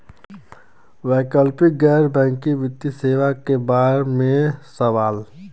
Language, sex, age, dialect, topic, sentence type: Bhojpuri, male, 25-30, Western, banking, question